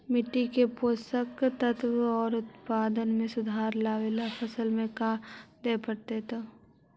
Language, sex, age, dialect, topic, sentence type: Magahi, female, 18-24, Central/Standard, agriculture, question